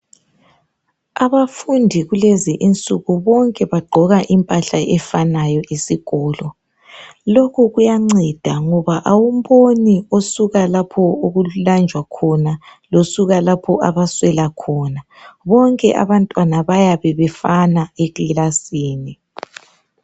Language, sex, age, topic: North Ndebele, female, 36-49, education